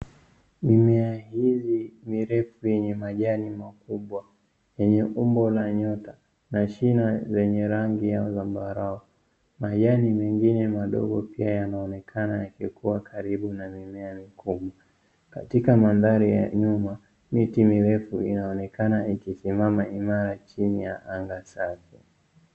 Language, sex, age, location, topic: Swahili, male, 25-35, Nairobi, health